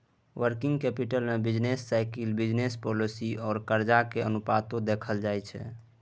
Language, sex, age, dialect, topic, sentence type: Maithili, male, 18-24, Bajjika, banking, statement